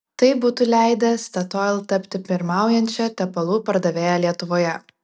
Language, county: Lithuanian, Vilnius